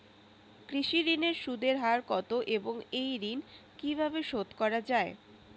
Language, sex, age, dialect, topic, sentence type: Bengali, female, 18-24, Rajbangshi, agriculture, question